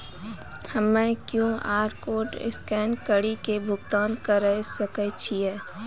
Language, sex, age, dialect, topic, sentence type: Maithili, female, 36-40, Angika, banking, question